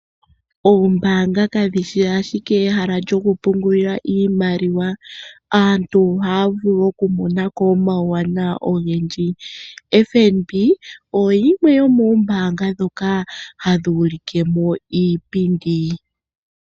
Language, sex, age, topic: Oshiwambo, male, 25-35, finance